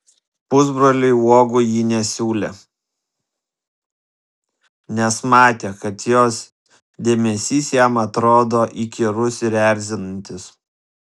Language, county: Lithuanian, Vilnius